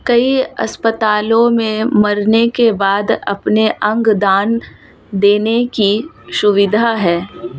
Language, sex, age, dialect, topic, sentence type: Hindi, female, 31-35, Marwari Dhudhari, banking, statement